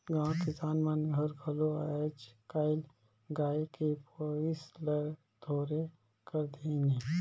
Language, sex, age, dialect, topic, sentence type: Chhattisgarhi, male, 25-30, Northern/Bhandar, agriculture, statement